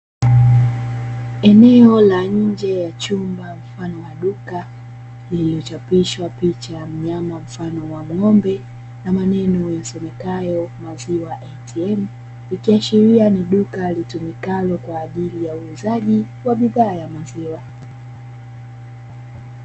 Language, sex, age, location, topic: Swahili, female, 25-35, Dar es Salaam, finance